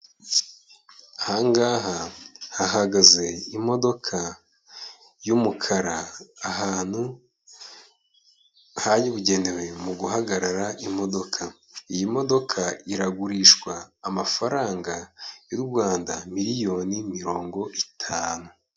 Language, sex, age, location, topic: Kinyarwanda, male, 25-35, Kigali, finance